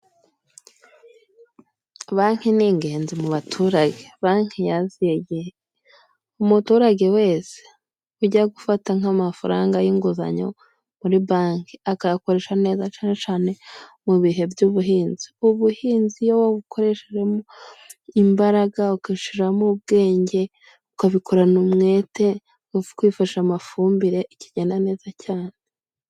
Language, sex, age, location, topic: Kinyarwanda, female, 25-35, Musanze, finance